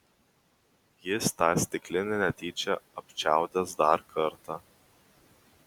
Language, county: Lithuanian, Vilnius